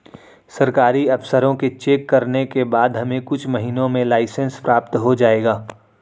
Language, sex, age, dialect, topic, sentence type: Hindi, male, 46-50, Hindustani Malvi Khadi Boli, agriculture, statement